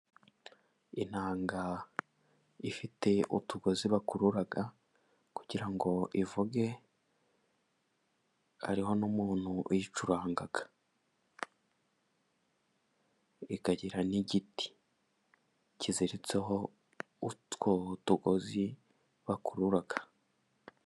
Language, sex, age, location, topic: Kinyarwanda, male, 18-24, Musanze, government